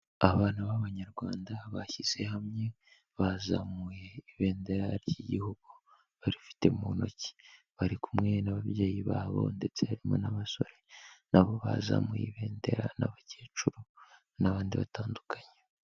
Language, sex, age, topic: Kinyarwanda, male, 18-24, health